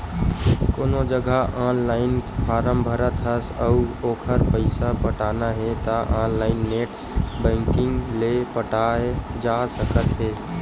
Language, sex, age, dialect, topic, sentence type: Chhattisgarhi, male, 18-24, Western/Budati/Khatahi, banking, statement